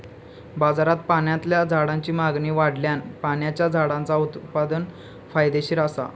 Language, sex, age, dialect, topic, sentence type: Marathi, male, 18-24, Southern Konkan, agriculture, statement